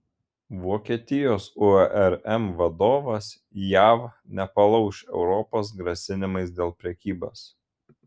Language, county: Lithuanian, Šiauliai